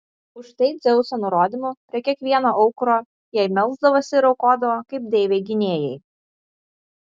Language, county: Lithuanian, Vilnius